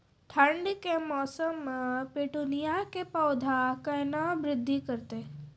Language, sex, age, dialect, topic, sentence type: Maithili, female, 36-40, Angika, agriculture, question